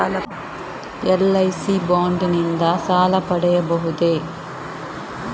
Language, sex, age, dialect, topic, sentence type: Kannada, female, 60-100, Coastal/Dakshin, banking, question